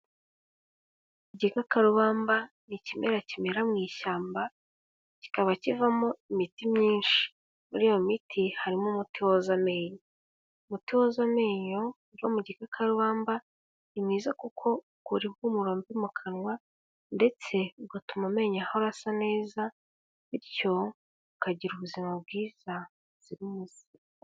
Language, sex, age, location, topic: Kinyarwanda, female, 18-24, Kigali, health